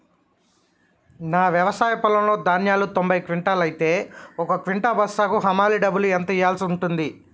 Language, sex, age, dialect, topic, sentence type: Telugu, male, 31-35, Telangana, agriculture, question